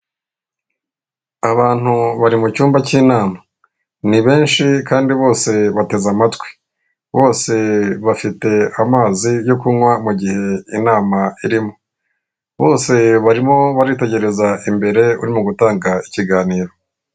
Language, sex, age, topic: Kinyarwanda, male, 36-49, government